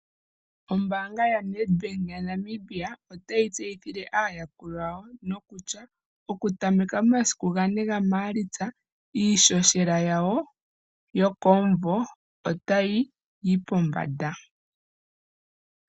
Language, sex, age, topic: Oshiwambo, female, 18-24, finance